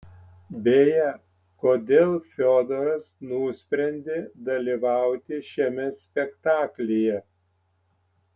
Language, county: Lithuanian, Panevėžys